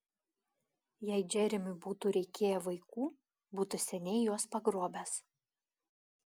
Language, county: Lithuanian, Klaipėda